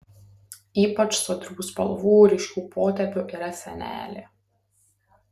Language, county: Lithuanian, Kaunas